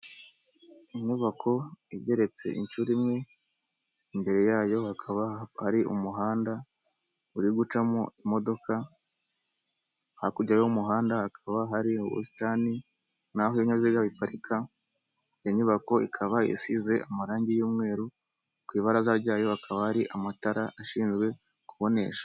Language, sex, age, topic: Kinyarwanda, male, 25-35, government